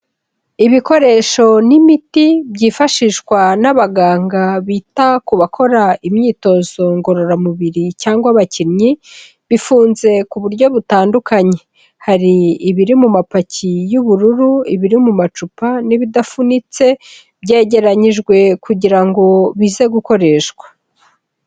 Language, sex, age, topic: Kinyarwanda, female, 36-49, health